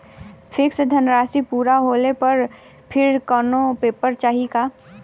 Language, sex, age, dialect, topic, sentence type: Bhojpuri, female, 18-24, Western, banking, question